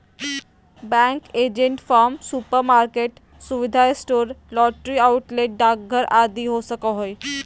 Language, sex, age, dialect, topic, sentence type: Magahi, female, 46-50, Southern, banking, statement